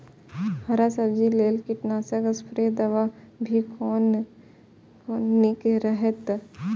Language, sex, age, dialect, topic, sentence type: Maithili, female, 25-30, Eastern / Thethi, agriculture, question